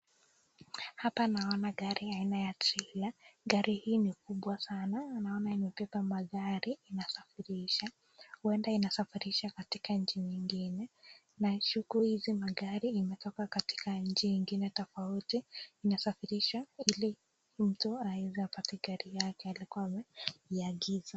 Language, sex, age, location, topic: Swahili, female, 18-24, Nakuru, finance